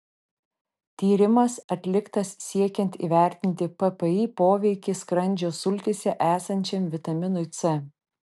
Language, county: Lithuanian, Vilnius